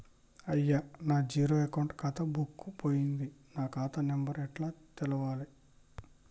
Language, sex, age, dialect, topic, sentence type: Telugu, male, 25-30, Telangana, banking, question